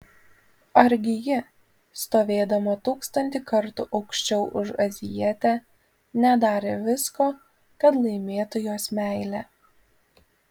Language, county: Lithuanian, Panevėžys